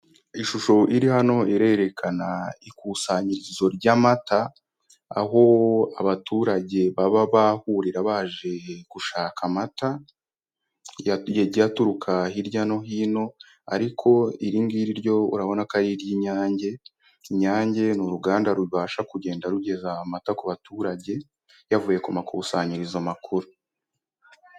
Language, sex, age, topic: Kinyarwanda, male, 18-24, finance